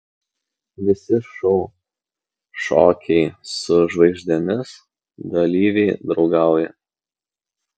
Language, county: Lithuanian, Kaunas